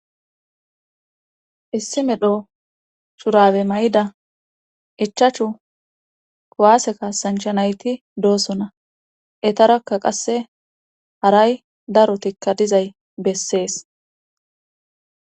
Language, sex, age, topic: Gamo, female, 25-35, government